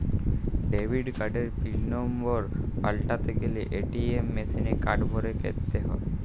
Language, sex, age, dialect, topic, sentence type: Bengali, female, 18-24, Jharkhandi, banking, statement